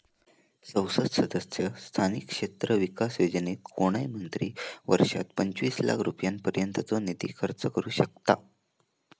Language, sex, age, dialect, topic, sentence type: Marathi, male, 18-24, Southern Konkan, banking, statement